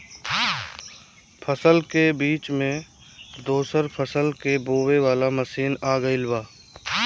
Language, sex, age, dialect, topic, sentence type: Bhojpuri, male, 25-30, Southern / Standard, agriculture, statement